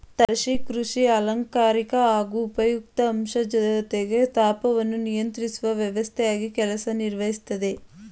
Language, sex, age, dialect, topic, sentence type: Kannada, female, 18-24, Mysore Kannada, agriculture, statement